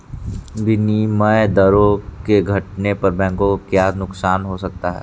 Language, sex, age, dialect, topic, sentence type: Hindi, male, 46-50, Kanauji Braj Bhasha, banking, statement